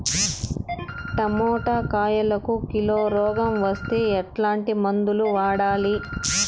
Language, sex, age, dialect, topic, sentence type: Telugu, male, 46-50, Southern, agriculture, question